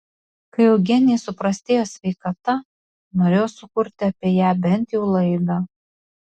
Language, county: Lithuanian, Vilnius